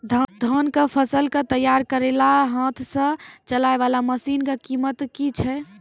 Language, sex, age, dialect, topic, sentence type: Maithili, female, 18-24, Angika, agriculture, question